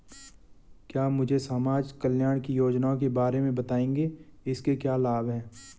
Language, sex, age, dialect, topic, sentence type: Hindi, male, 18-24, Garhwali, banking, question